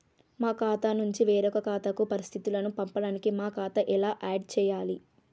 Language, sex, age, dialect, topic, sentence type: Telugu, female, 25-30, Telangana, banking, question